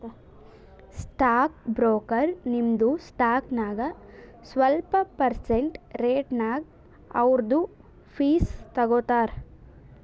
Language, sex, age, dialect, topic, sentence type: Kannada, male, 18-24, Northeastern, banking, statement